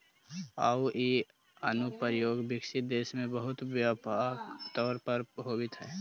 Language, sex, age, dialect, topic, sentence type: Magahi, male, 18-24, Central/Standard, agriculture, statement